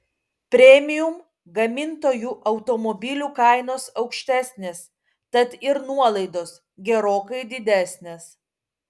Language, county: Lithuanian, Vilnius